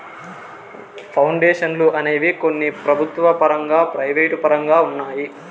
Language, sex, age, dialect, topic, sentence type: Telugu, male, 18-24, Southern, banking, statement